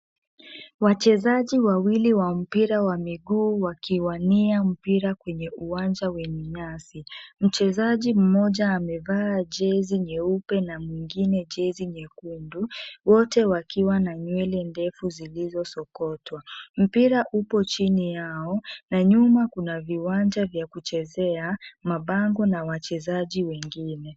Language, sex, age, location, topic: Swahili, female, 25-35, Kisumu, government